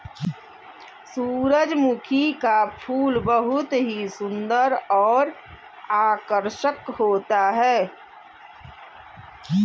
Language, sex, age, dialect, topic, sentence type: Hindi, male, 18-24, Kanauji Braj Bhasha, agriculture, statement